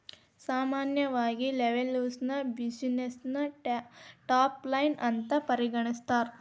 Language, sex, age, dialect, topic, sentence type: Kannada, female, 18-24, Dharwad Kannada, banking, statement